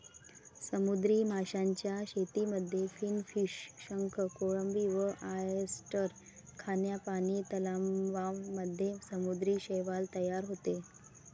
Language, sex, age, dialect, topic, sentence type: Marathi, female, 31-35, Varhadi, agriculture, statement